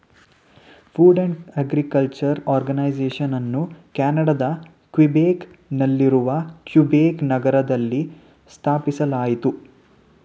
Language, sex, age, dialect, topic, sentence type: Kannada, male, 18-24, Mysore Kannada, agriculture, statement